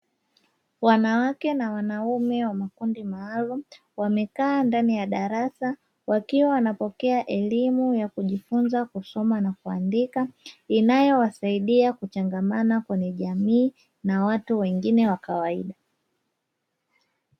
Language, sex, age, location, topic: Swahili, female, 25-35, Dar es Salaam, education